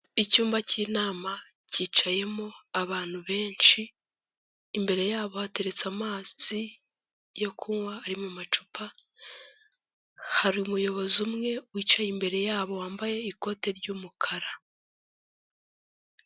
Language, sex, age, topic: Kinyarwanda, female, 18-24, government